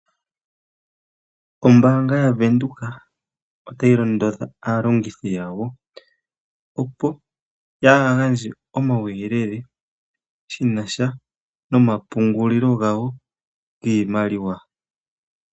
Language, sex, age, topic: Oshiwambo, male, 25-35, finance